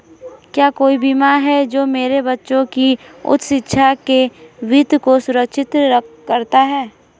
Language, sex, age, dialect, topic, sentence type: Hindi, female, 25-30, Marwari Dhudhari, banking, question